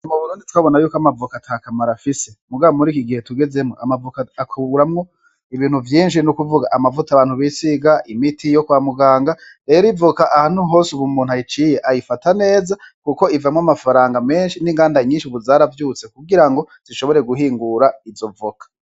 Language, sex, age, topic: Rundi, male, 25-35, agriculture